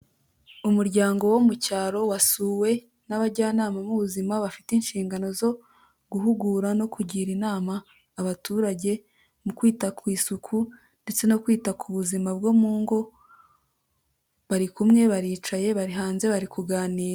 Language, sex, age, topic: Kinyarwanda, female, 25-35, health